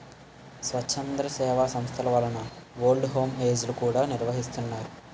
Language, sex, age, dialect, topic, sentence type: Telugu, male, 18-24, Utterandhra, banking, statement